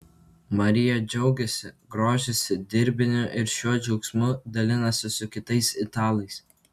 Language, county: Lithuanian, Kaunas